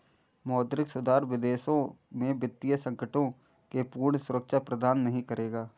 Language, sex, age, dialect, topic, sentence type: Hindi, male, 41-45, Awadhi Bundeli, banking, statement